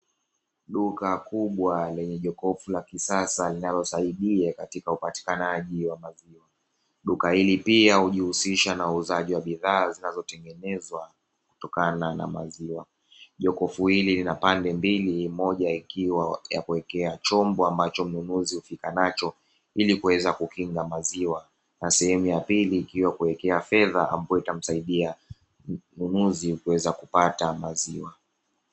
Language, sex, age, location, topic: Swahili, male, 18-24, Dar es Salaam, finance